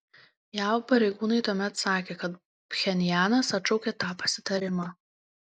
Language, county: Lithuanian, Panevėžys